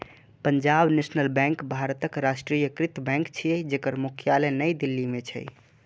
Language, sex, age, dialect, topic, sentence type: Maithili, male, 41-45, Eastern / Thethi, banking, statement